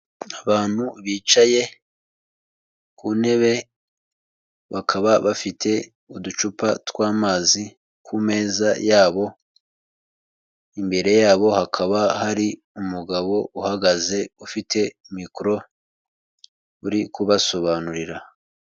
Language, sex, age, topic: Kinyarwanda, male, 25-35, government